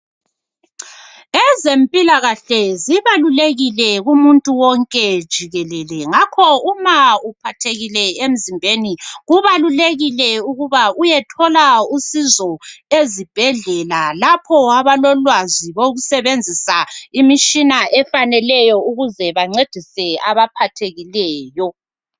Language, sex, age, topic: North Ndebele, female, 36-49, health